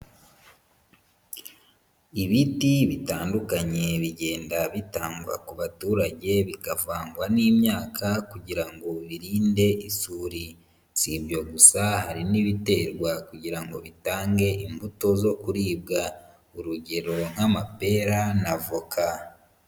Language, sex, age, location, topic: Kinyarwanda, male, 25-35, Huye, agriculture